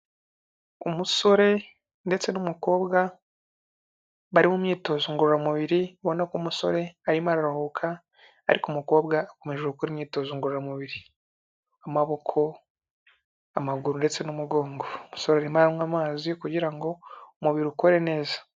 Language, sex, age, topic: Kinyarwanda, male, 18-24, health